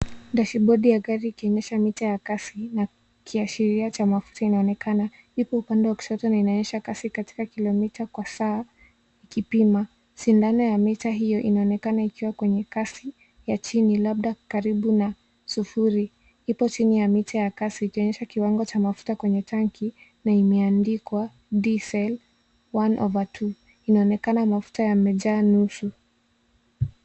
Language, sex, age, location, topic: Swahili, male, 18-24, Nairobi, finance